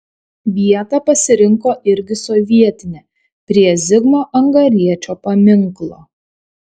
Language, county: Lithuanian, Šiauliai